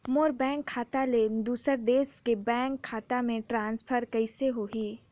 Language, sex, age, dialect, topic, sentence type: Chhattisgarhi, female, 18-24, Northern/Bhandar, banking, question